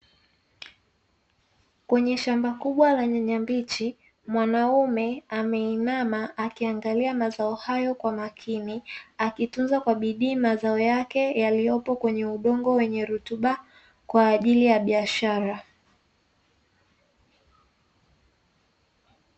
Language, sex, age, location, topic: Swahili, female, 18-24, Dar es Salaam, agriculture